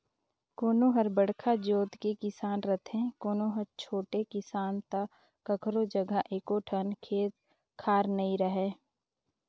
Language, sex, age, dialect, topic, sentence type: Chhattisgarhi, female, 60-100, Northern/Bhandar, agriculture, statement